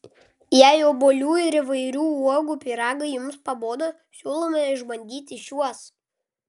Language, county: Lithuanian, Klaipėda